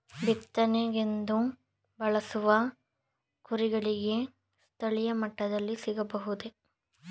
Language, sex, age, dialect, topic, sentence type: Kannada, male, 41-45, Mysore Kannada, agriculture, question